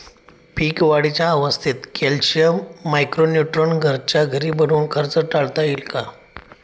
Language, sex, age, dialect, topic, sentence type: Marathi, male, 25-30, Standard Marathi, agriculture, question